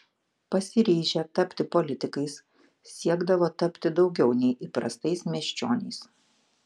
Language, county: Lithuanian, Klaipėda